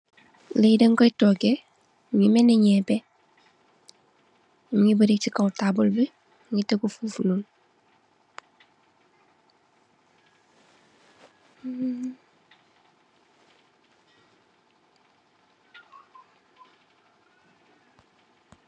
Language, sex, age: Wolof, female, 18-24